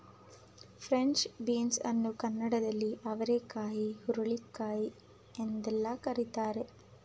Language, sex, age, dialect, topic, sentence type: Kannada, female, 25-30, Mysore Kannada, agriculture, statement